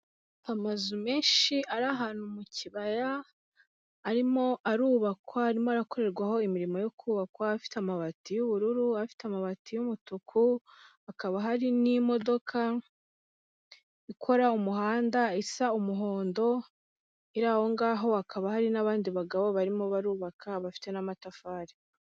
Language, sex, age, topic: Kinyarwanda, female, 18-24, government